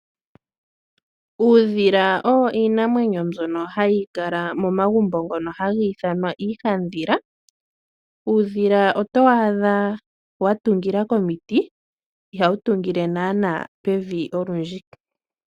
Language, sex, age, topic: Oshiwambo, female, 36-49, agriculture